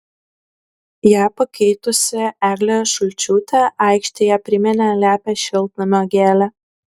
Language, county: Lithuanian, Klaipėda